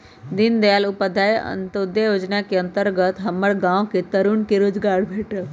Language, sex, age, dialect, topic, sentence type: Magahi, male, 18-24, Western, banking, statement